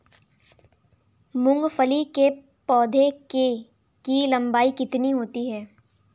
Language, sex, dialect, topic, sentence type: Hindi, female, Kanauji Braj Bhasha, agriculture, question